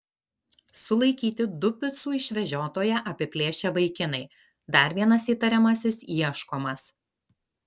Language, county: Lithuanian, Alytus